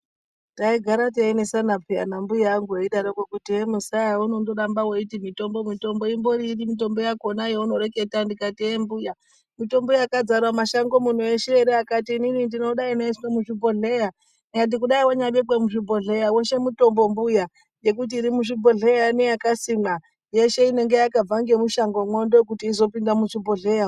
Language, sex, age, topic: Ndau, male, 36-49, health